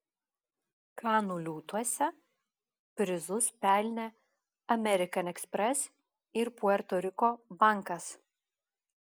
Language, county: Lithuanian, Klaipėda